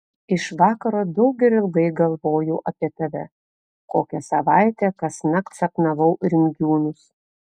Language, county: Lithuanian, Telšiai